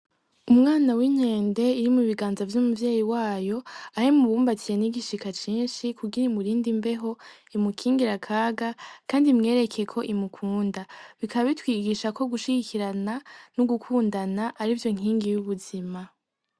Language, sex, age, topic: Rundi, female, 18-24, agriculture